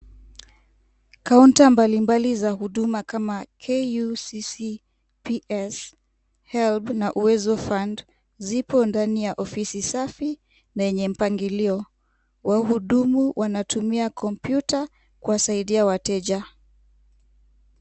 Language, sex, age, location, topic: Swahili, female, 25-35, Kisumu, government